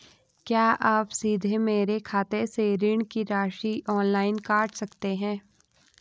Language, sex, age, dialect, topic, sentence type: Hindi, female, 18-24, Garhwali, banking, question